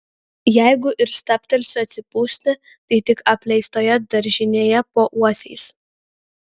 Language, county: Lithuanian, Kaunas